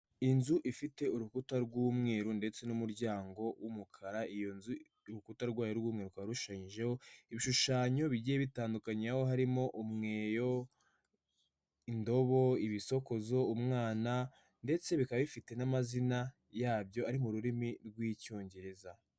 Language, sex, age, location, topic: Kinyarwanda, male, 18-24, Nyagatare, education